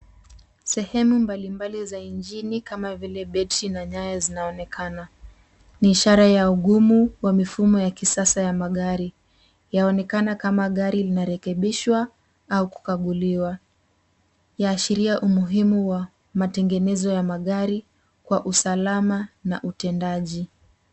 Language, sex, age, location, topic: Swahili, female, 18-24, Nairobi, finance